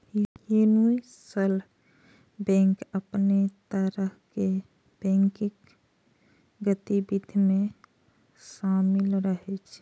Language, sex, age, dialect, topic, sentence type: Maithili, female, 56-60, Eastern / Thethi, banking, statement